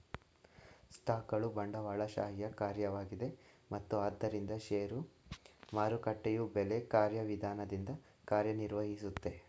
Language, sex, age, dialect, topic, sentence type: Kannada, male, 18-24, Mysore Kannada, banking, statement